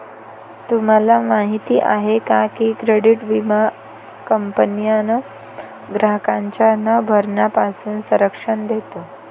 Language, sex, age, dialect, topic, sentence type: Marathi, female, 18-24, Varhadi, banking, statement